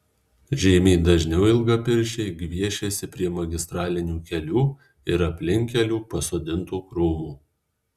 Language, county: Lithuanian, Alytus